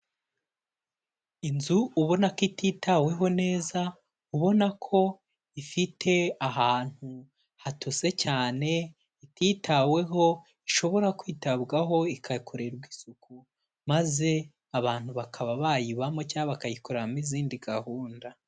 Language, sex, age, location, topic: Kinyarwanda, male, 18-24, Kigali, education